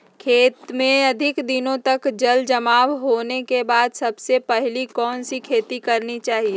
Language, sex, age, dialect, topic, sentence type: Magahi, female, 60-100, Western, agriculture, question